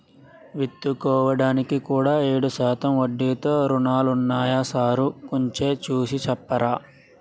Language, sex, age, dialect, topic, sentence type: Telugu, male, 56-60, Utterandhra, agriculture, statement